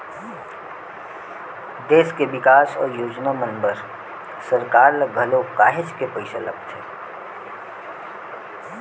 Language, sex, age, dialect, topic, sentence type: Chhattisgarhi, male, 18-24, Western/Budati/Khatahi, banking, statement